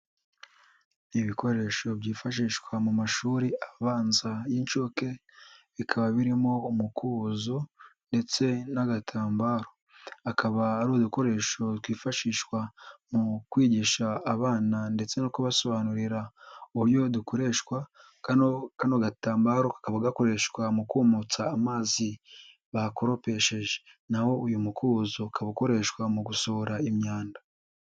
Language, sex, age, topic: Kinyarwanda, male, 18-24, education